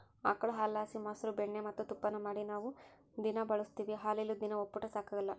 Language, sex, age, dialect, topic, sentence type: Kannada, female, 56-60, Central, agriculture, statement